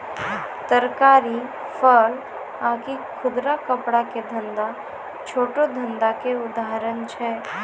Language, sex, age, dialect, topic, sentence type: Maithili, female, 18-24, Angika, banking, statement